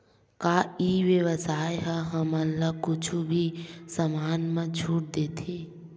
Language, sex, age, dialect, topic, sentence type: Chhattisgarhi, female, 18-24, Western/Budati/Khatahi, agriculture, question